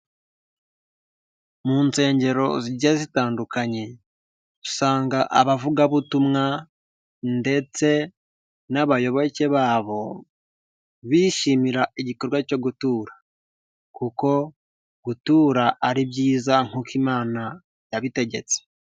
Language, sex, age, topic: Kinyarwanda, male, 18-24, finance